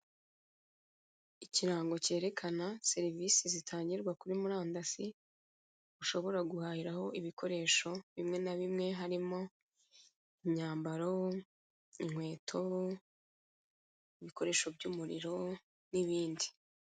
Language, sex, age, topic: Kinyarwanda, female, 25-35, finance